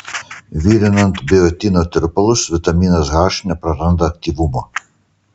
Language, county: Lithuanian, Panevėžys